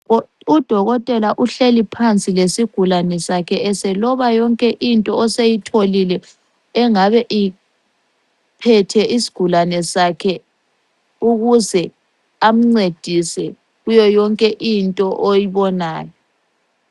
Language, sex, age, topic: North Ndebele, female, 25-35, health